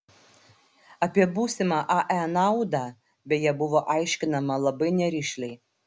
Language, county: Lithuanian, Klaipėda